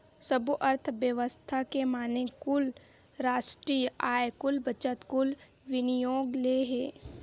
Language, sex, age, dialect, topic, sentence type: Chhattisgarhi, female, 18-24, Western/Budati/Khatahi, banking, statement